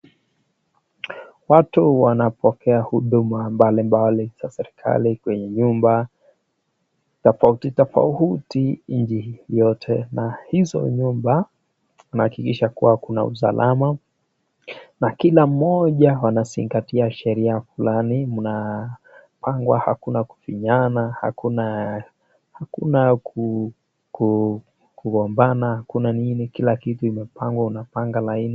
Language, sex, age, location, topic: Swahili, male, 25-35, Nakuru, government